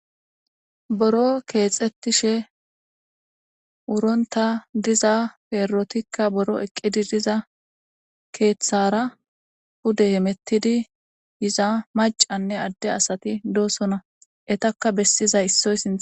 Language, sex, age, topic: Gamo, female, 18-24, government